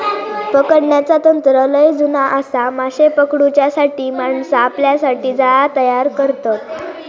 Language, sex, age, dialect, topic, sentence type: Marathi, female, 18-24, Southern Konkan, agriculture, statement